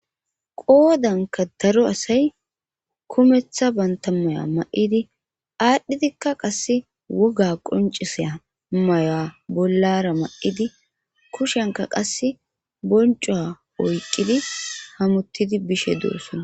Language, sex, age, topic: Gamo, female, 25-35, government